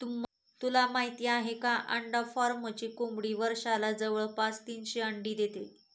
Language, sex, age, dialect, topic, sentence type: Marathi, female, 25-30, Northern Konkan, agriculture, statement